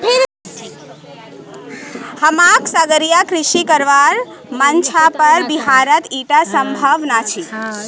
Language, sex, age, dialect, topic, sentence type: Magahi, female, 25-30, Northeastern/Surjapuri, agriculture, statement